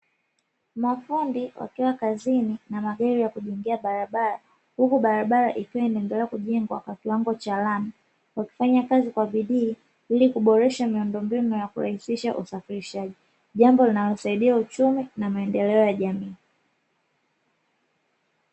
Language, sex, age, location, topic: Swahili, female, 25-35, Dar es Salaam, government